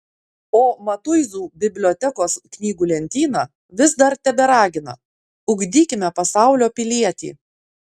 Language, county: Lithuanian, Klaipėda